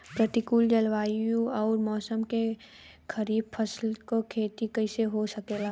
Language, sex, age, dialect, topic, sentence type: Bhojpuri, female, 18-24, Western, agriculture, question